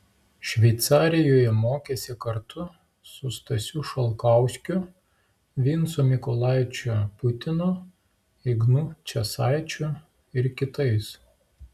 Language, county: Lithuanian, Klaipėda